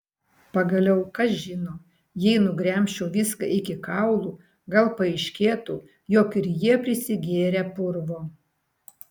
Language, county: Lithuanian, Vilnius